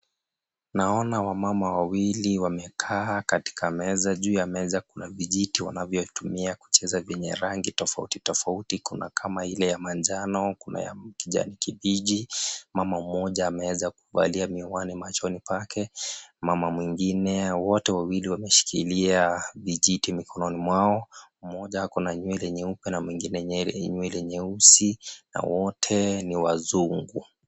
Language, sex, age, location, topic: Swahili, male, 25-35, Nairobi, education